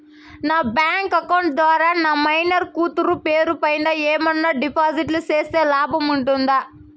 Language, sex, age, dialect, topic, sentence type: Telugu, female, 25-30, Southern, banking, question